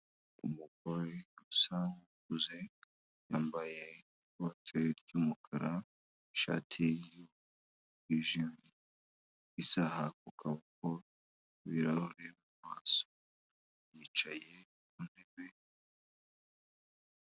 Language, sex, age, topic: Kinyarwanda, female, 18-24, government